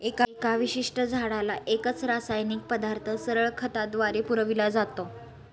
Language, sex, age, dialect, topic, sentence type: Marathi, female, 25-30, Standard Marathi, agriculture, statement